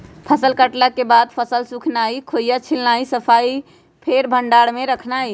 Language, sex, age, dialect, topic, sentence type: Magahi, male, 25-30, Western, agriculture, statement